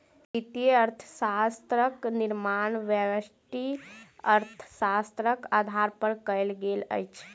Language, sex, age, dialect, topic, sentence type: Maithili, female, 18-24, Southern/Standard, banking, statement